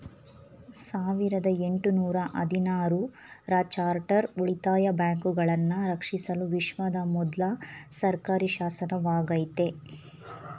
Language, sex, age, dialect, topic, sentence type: Kannada, female, 25-30, Mysore Kannada, banking, statement